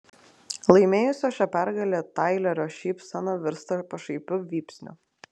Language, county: Lithuanian, Klaipėda